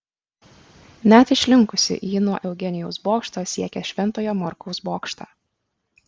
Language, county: Lithuanian, Kaunas